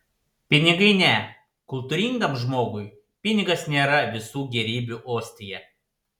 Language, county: Lithuanian, Panevėžys